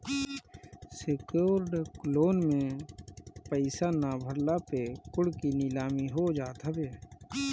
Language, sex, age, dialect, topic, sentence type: Bhojpuri, male, 31-35, Northern, banking, statement